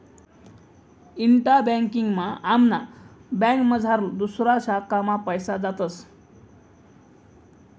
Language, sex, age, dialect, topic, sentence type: Marathi, male, 18-24, Northern Konkan, banking, statement